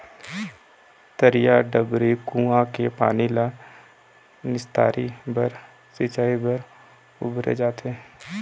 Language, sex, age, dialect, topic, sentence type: Chhattisgarhi, male, 25-30, Eastern, agriculture, statement